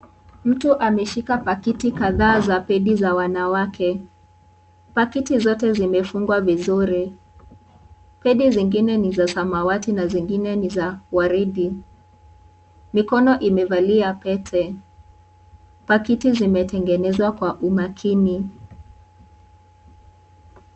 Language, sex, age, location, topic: Swahili, female, 18-24, Kisii, health